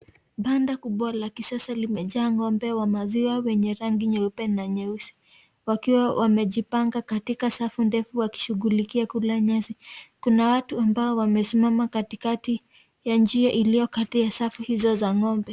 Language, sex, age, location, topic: Swahili, female, 18-24, Kisii, agriculture